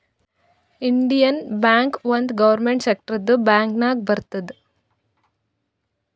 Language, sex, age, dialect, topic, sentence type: Kannada, female, 25-30, Northeastern, banking, statement